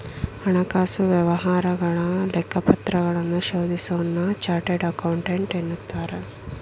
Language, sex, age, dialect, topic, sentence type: Kannada, female, 56-60, Mysore Kannada, banking, statement